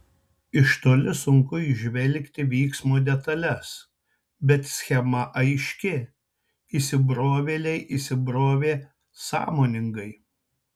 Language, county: Lithuanian, Tauragė